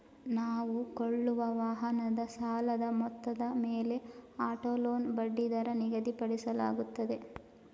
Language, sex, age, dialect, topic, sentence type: Kannada, female, 18-24, Mysore Kannada, banking, statement